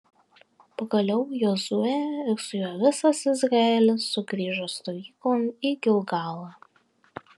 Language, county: Lithuanian, Vilnius